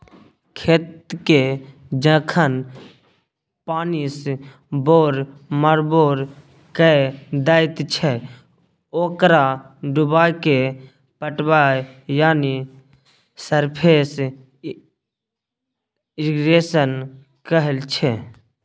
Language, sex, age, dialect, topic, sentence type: Maithili, male, 18-24, Bajjika, agriculture, statement